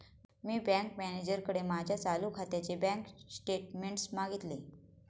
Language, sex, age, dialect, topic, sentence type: Marathi, female, 25-30, Standard Marathi, banking, statement